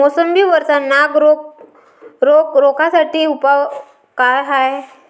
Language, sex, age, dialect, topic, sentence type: Marathi, male, 31-35, Varhadi, agriculture, question